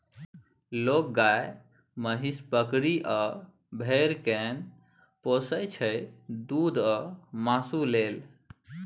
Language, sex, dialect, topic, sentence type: Maithili, male, Bajjika, agriculture, statement